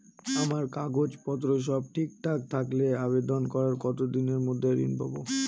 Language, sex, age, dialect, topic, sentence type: Bengali, female, 36-40, Northern/Varendri, banking, question